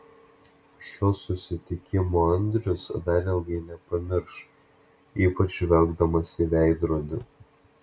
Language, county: Lithuanian, Klaipėda